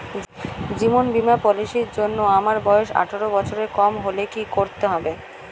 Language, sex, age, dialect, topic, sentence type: Bengali, female, 18-24, Standard Colloquial, banking, question